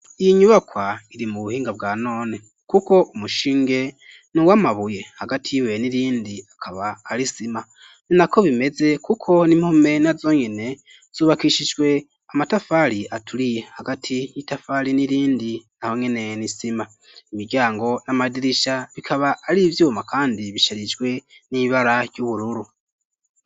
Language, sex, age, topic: Rundi, male, 25-35, education